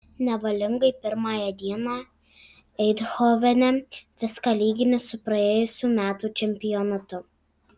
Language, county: Lithuanian, Alytus